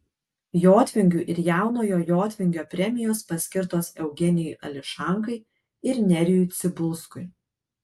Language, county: Lithuanian, Kaunas